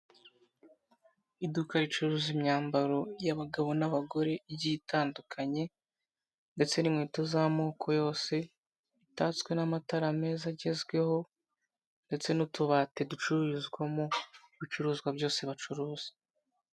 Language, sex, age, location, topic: Kinyarwanda, male, 18-24, Kigali, finance